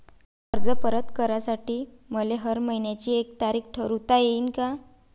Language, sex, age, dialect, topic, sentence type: Marathi, female, 25-30, Varhadi, banking, question